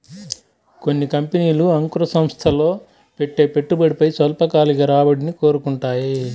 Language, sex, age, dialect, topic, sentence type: Telugu, female, 31-35, Central/Coastal, banking, statement